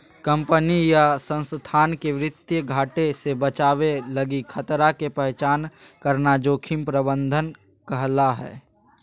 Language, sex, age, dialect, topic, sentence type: Magahi, male, 31-35, Southern, agriculture, statement